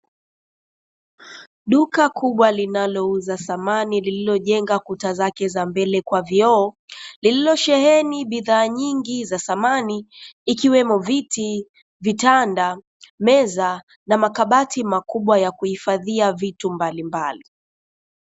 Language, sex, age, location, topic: Swahili, female, 25-35, Dar es Salaam, finance